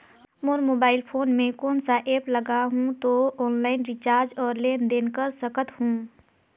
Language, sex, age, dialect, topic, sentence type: Chhattisgarhi, female, 18-24, Northern/Bhandar, banking, question